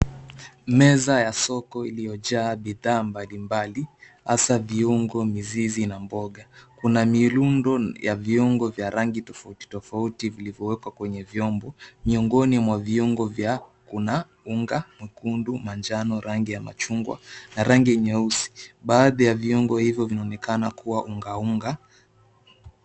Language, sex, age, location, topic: Swahili, male, 18-24, Mombasa, agriculture